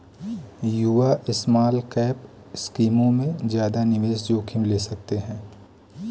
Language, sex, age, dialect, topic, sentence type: Hindi, male, 18-24, Kanauji Braj Bhasha, banking, statement